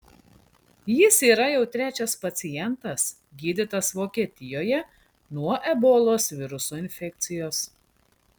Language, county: Lithuanian, Klaipėda